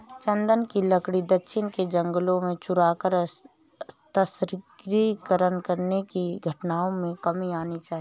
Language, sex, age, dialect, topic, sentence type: Hindi, female, 31-35, Awadhi Bundeli, agriculture, statement